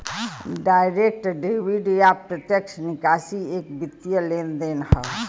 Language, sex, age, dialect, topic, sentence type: Bhojpuri, female, 25-30, Western, banking, statement